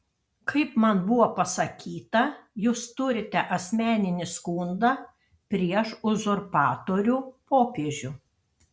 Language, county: Lithuanian, Panevėžys